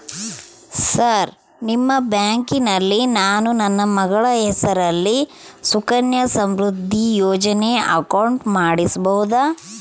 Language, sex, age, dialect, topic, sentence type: Kannada, female, 36-40, Central, banking, question